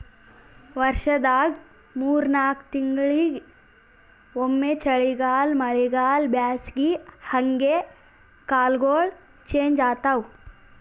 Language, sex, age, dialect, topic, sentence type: Kannada, male, 18-24, Northeastern, agriculture, statement